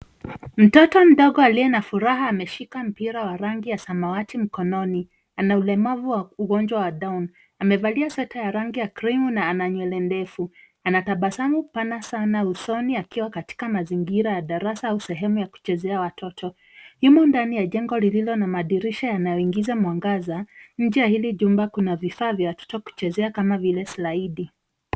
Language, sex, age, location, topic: Swahili, female, 36-49, Nairobi, education